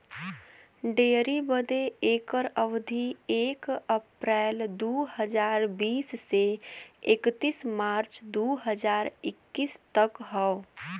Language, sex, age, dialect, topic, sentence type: Bhojpuri, female, 18-24, Western, agriculture, statement